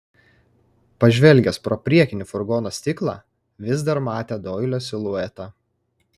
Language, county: Lithuanian, Kaunas